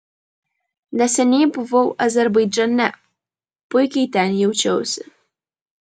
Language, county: Lithuanian, Vilnius